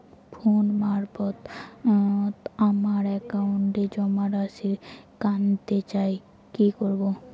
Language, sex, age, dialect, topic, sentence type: Bengali, female, 18-24, Rajbangshi, banking, question